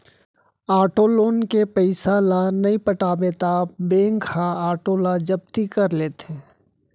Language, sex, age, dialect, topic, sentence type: Chhattisgarhi, male, 36-40, Central, banking, statement